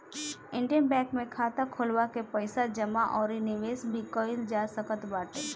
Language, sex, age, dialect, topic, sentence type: Bhojpuri, female, 25-30, Northern, banking, statement